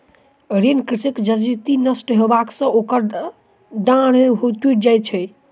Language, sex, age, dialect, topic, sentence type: Maithili, male, 18-24, Southern/Standard, agriculture, statement